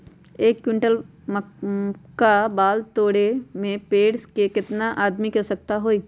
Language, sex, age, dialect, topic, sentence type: Magahi, female, 46-50, Western, agriculture, question